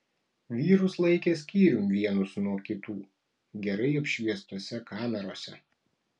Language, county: Lithuanian, Klaipėda